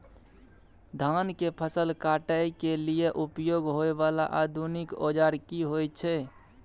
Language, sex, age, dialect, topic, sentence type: Maithili, male, 18-24, Bajjika, agriculture, question